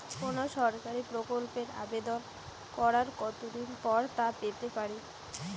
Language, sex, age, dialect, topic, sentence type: Bengali, female, 18-24, Rajbangshi, banking, question